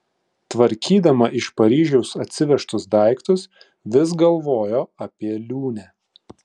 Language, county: Lithuanian, Klaipėda